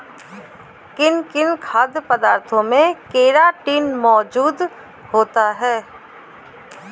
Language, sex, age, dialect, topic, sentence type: Hindi, female, 18-24, Kanauji Braj Bhasha, agriculture, statement